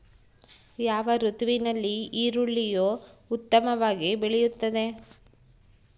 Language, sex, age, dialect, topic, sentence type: Kannada, female, 46-50, Central, agriculture, question